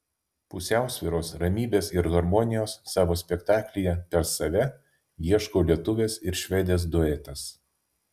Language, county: Lithuanian, Vilnius